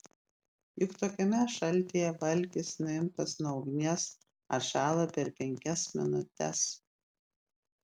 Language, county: Lithuanian, Klaipėda